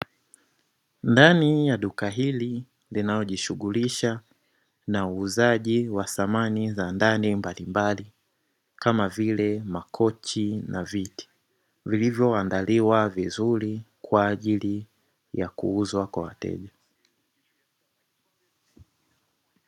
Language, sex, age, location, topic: Swahili, male, 25-35, Dar es Salaam, finance